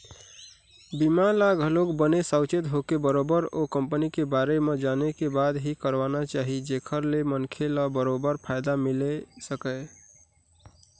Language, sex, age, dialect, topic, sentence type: Chhattisgarhi, male, 41-45, Eastern, banking, statement